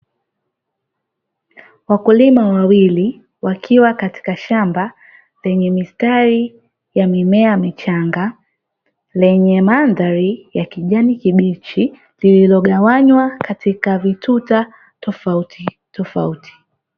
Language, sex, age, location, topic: Swahili, female, 18-24, Dar es Salaam, agriculture